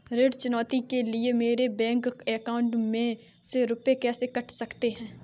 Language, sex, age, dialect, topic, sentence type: Hindi, female, 18-24, Kanauji Braj Bhasha, banking, question